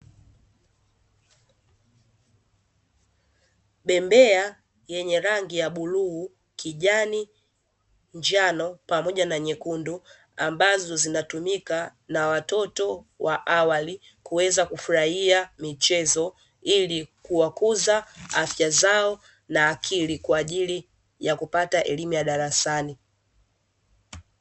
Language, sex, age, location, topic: Swahili, female, 18-24, Dar es Salaam, education